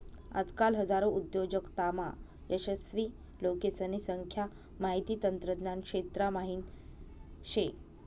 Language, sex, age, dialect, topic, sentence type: Marathi, female, 18-24, Northern Konkan, banking, statement